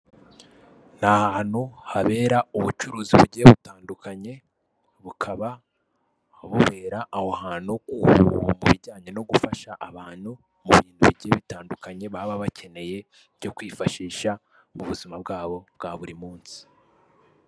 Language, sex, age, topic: Kinyarwanda, male, 18-24, finance